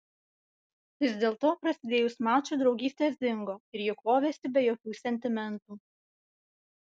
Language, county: Lithuanian, Vilnius